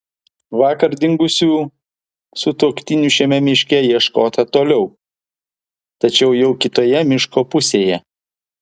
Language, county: Lithuanian, Vilnius